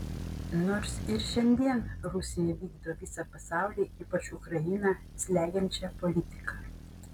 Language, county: Lithuanian, Panevėžys